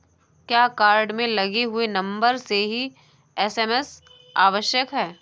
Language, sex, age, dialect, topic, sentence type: Hindi, female, 18-24, Awadhi Bundeli, banking, question